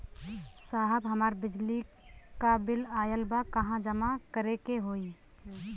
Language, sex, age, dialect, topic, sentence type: Bhojpuri, female, 25-30, Western, banking, question